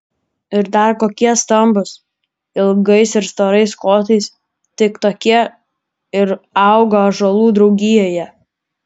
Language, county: Lithuanian, Kaunas